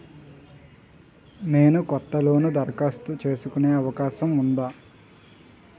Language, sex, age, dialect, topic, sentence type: Telugu, male, 18-24, Utterandhra, banking, question